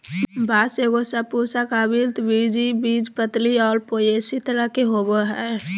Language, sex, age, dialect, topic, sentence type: Magahi, female, 18-24, Southern, agriculture, statement